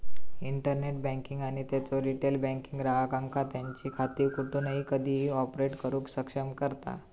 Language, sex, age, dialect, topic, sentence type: Marathi, female, 25-30, Southern Konkan, banking, statement